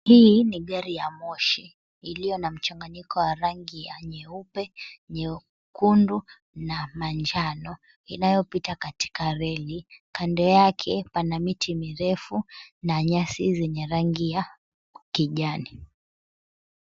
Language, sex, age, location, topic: Swahili, female, 25-35, Mombasa, government